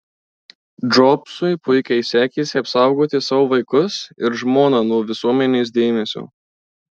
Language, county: Lithuanian, Marijampolė